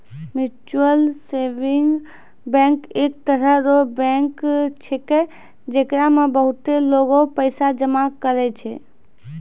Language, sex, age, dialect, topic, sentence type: Maithili, female, 56-60, Angika, banking, statement